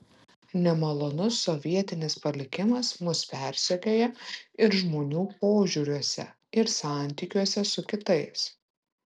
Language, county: Lithuanian, Vilnius